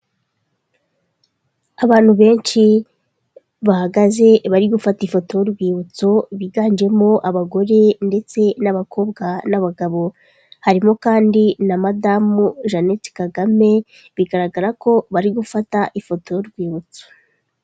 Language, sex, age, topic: Kinyarwanda, female, 25-35, health